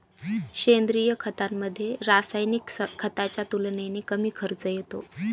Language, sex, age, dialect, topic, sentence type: Marathi, female, 25-30, Northern Konkan, agriculture, statement